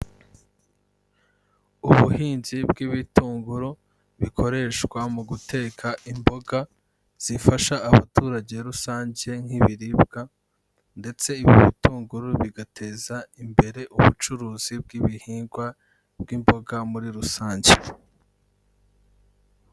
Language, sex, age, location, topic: Kinyarwanda, male, 25-35, Kigali, agriculture